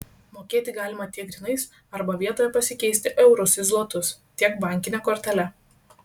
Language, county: Lithuanian, Šiauliai